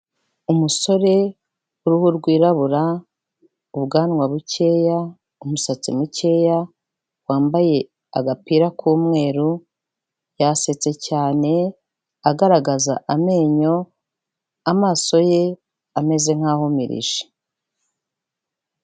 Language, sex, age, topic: Kinyarwanda, female, 36-49, health